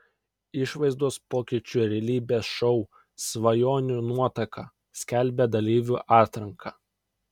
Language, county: Lithuanian, Kaunas